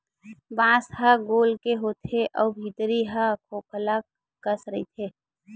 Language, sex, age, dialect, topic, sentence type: Chhattisgarhi, female, 18-24, Western/Budati/Khatahi, agriculture, statement